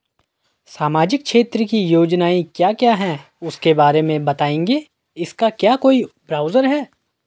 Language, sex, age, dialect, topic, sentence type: Hindi, male, 41-45, Garhwali, banking, question